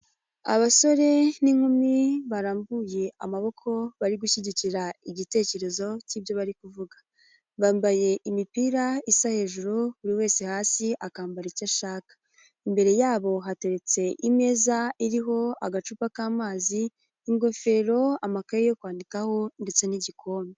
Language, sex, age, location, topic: Kinyarwanda, female, 18-24, Nyagatare, health